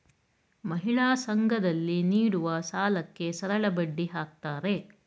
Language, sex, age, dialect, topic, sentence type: Kannada, female, 41-45, Mysore Kannada, banking, statement